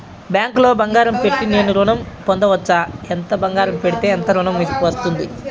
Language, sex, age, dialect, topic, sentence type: Telugu, male, 25-30, Central/Coastal, banking, question